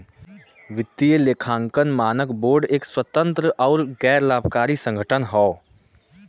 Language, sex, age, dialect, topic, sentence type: Bhojpuri, male, 18-24, Western, banking, statement